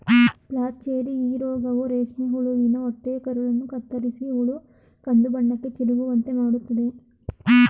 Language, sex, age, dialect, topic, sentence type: Kannada, female, 36-40, Mysore Kannada, agriculture, statement